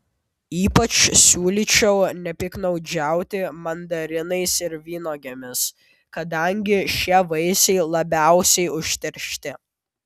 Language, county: Lithuanian, Vilnius